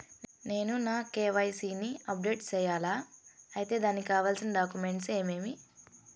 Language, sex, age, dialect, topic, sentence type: Telugu, female, 18-24, Southern, banking, question